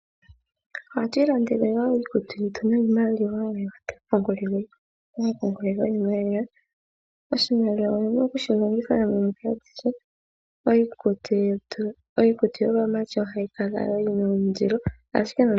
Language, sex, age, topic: Oshiwambo, female, 25-35, finance